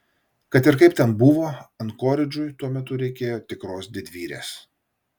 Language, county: Lithuanian, Vilnius